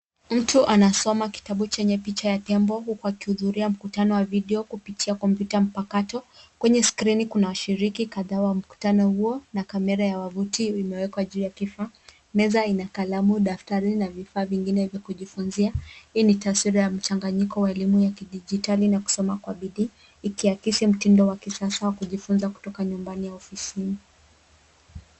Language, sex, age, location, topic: Swahili, female, 18-24, Nairobi, education